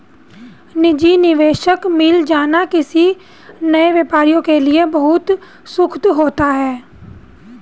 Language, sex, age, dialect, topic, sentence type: Hindi, female, 31-35, Hindustani Malvi Khadi Boli, banking, statement